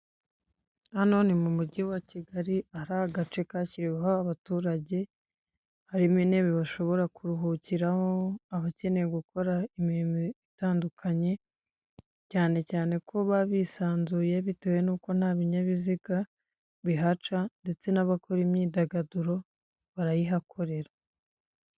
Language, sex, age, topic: Kinyarwanda, female, 25-35, government